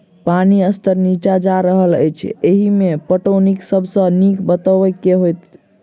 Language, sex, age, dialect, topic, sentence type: Maithili, male, 46-50, Southern/Standard, agriculture, question